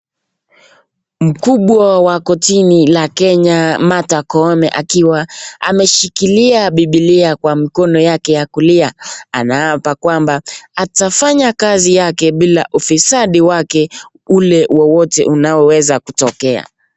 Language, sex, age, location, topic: Swahili, male, 25-35, Nakuru, government